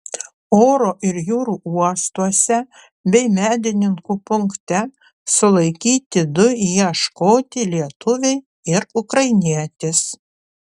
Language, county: Lithuanian, Panevėžys